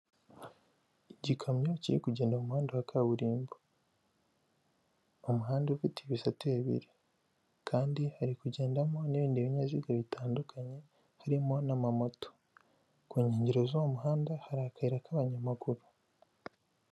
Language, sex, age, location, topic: Kinyarwanda, male, 18-24, Kigali, government